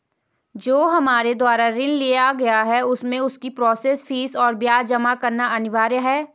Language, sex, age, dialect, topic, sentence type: Hindi, female, 18-24, Garhwali, banking, question